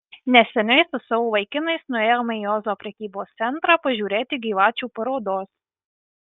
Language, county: Lithuanian, Marijampolė